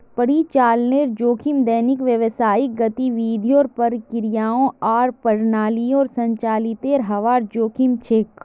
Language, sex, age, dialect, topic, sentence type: Magahi, female, 18-24, Northeastern/Surjapuri, banking, statement